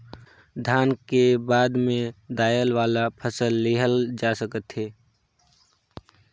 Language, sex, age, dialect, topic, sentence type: Chhattisgarhi, male, 18-24, Northern/Bhandar, agriculture, statement